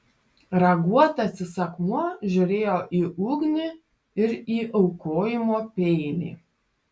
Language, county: Lithuanian, Panevėžys